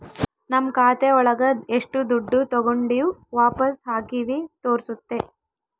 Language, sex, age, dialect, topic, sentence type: Kannada, female, 25-30, Central, banking, statement